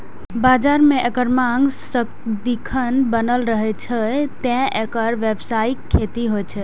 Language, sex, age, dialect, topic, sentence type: Maithili, female, 18-24, Eastern / Thethi, agriculture, statement